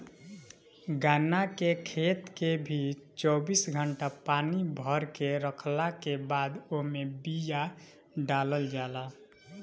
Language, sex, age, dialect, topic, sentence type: Bhojpuri, male, 18-24, Northern, agriculture, statement